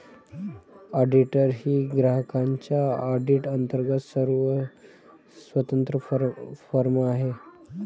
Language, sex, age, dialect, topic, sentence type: Marathi, female, 46-50, Varhadi, banking, statement